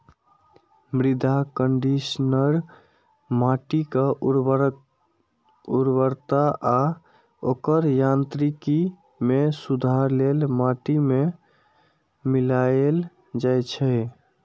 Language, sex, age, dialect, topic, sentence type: Maithili, male, 51-55, Eastern / Thethi, agriculture, statement